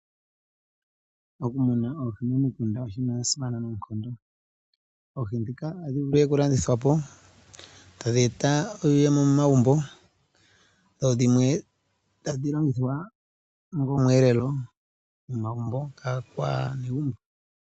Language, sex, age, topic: Oshiwambo, male, 36-49, agriculture